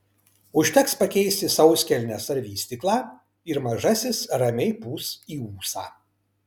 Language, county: Lithuanian, Kaunas